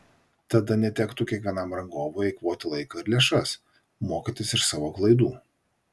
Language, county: Lithuanian, Vilnius